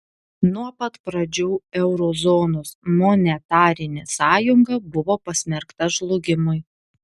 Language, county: Lithuanian, Telšiai